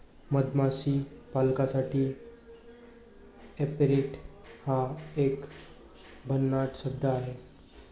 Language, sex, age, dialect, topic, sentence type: Marathi, male, 18-24, Varhadi, agriculture, statement